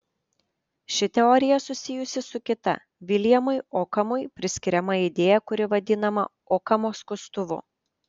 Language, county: Lithuanian, Panevėžys